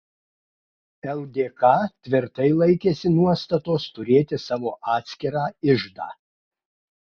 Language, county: Lithuanian, Klaipėda